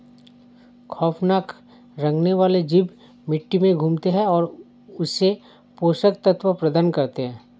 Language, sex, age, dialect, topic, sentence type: Hindi, male, 31-35, Awadhi Bundeli, agriculture, statement